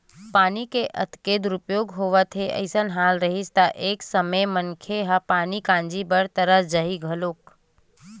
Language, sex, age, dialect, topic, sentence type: Chhattisgarhi, female, 31-35, Western/Budati/Khatahi, agriculture, statement